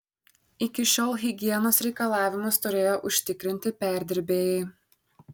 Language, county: Lithuanian, Šiauliai